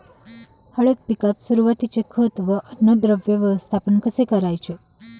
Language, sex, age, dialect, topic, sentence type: Marathi, female, 25-30, Standard Marathi, agriculture, question